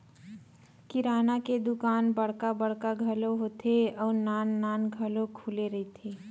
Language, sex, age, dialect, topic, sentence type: Chhattisgarhi, female, 31-35, Western/Budati/Khatahi, agriculture, statement